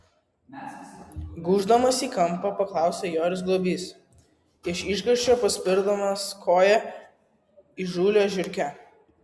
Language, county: Lithuanian, Vilnius